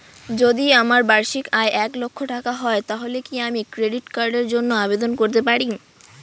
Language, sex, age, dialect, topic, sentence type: Bengali, female, 18-24, Rajbangshi, banking, question